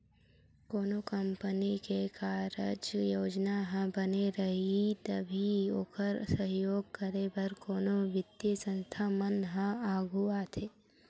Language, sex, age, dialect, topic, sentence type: Chhattisgarhi, female, 18-24, Western/Budati/Khatahi, banking, statement